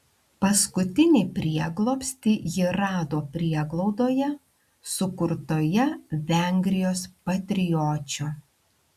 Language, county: Lithuanian, Klaipėda